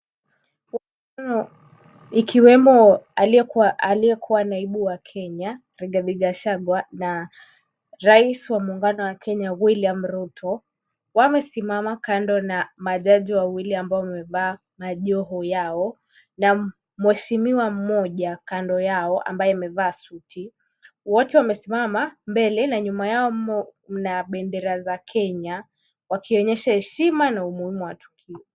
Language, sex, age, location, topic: Swahili, female, 18-24, Kisumu, government